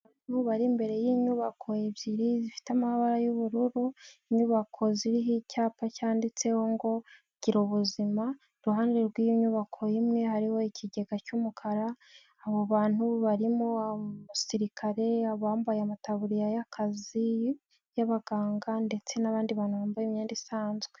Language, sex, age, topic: Kinyarwanda, female, 18-24, health